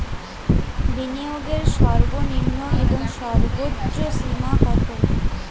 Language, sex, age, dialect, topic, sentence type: Bengali, female, 18-24, Jharkhandi, banking, question